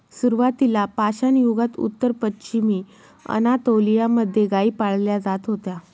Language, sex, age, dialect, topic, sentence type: Marathi, female, 25-30, Northern Konkan, agriculture, statement